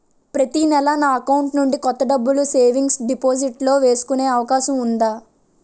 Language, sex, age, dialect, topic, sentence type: Telugu, female, 18-24, Utterandhra, banking, question